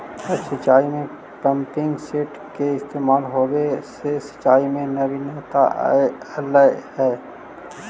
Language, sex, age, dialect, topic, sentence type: Magahi, male, 31-35, Central/Standard, agriculture, statement